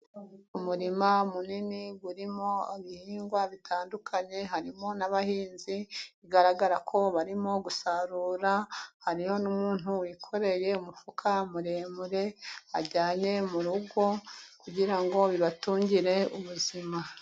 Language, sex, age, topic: Kinyarwanda, female, 25-35, agriculture